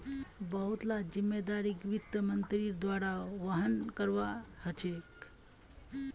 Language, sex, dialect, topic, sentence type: Magahi, male, Northeastern/Surjapuri, banking, statement